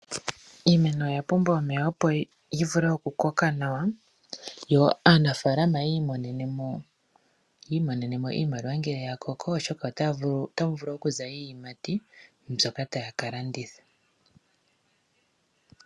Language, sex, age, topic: Oshiwambo, female, 25-35, agriculture